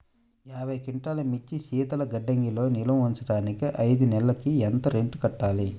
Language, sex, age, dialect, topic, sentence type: Telugu, male, 25-30, Central/Coastal, agriculture, question